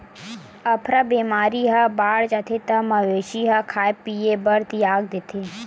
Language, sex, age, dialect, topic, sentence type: Chhattisgarhi, female, 18-24, Western/Budati/Khatahi, agriculture, statement